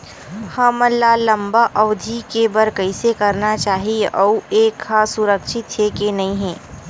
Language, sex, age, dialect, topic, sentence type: Chhattisgarhi, female, 25-30, Western/Budati/Khatahi, banking, question